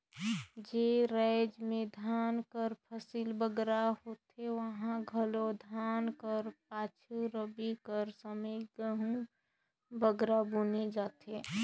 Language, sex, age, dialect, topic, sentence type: Chhattisgarhi, female, 25-30, Northern/Bhandar, agriculture, statement